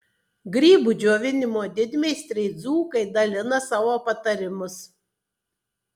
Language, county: Lithuanian, Tauragė